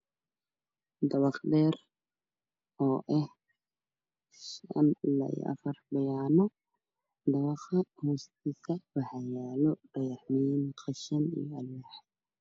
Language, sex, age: Somali, male, 18-24